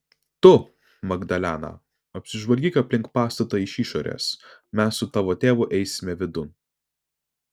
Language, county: Lithuanian, Vilnius